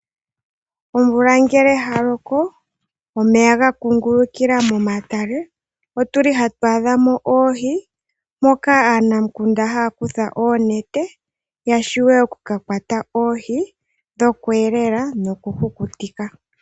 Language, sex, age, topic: Oshiwambo, female, 18-24, agriculture